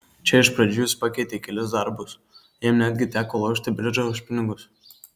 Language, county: Lithuanian, Marijampolė